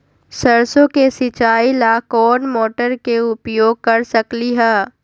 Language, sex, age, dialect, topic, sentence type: Magahi, female, 18-24, Western, agriculture, question